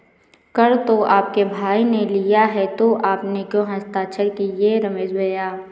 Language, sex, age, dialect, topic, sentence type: Hindi, female, 18-24, Awadhi Bundeli, banking, statement